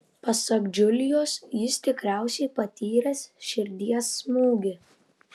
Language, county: Lithuanian, Vilnius